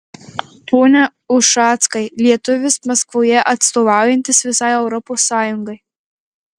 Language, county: Lithuanian, Marijampolė